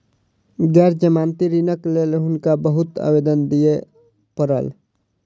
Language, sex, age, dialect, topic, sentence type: Maithili, male, 18-24, Southern/Standard, banking, statement